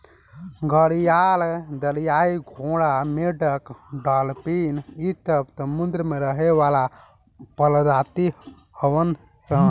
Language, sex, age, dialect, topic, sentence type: Bhojpuri, male, 18-24, Southern / Standard, agriculture, statement